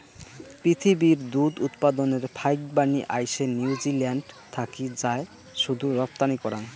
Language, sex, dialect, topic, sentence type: Bengali, male, Rajbangshi, agriculture, statement